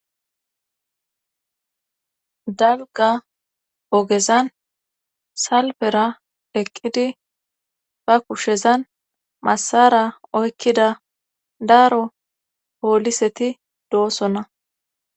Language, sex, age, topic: Gamo, female, 18-24, government